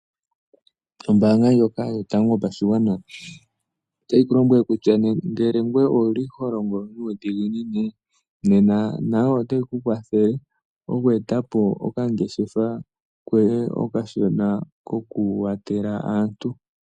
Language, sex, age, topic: Oshiwambo, male, 25-35, finance